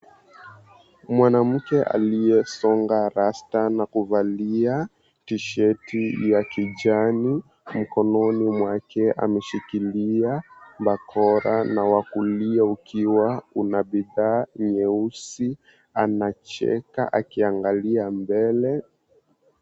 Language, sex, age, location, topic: Swahili, male, 18-24, Mombasa, health